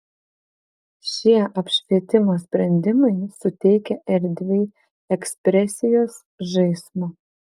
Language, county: Lithuanian, Vilnius